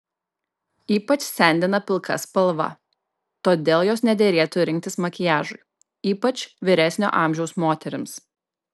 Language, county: Lithuanian, Kaunas